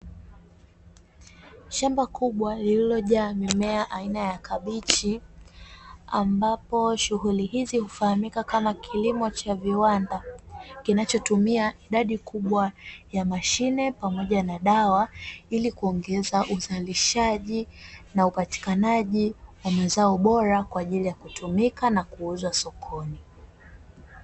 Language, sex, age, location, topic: Swahili, female, 18-24, Dar es Salaam, agriculture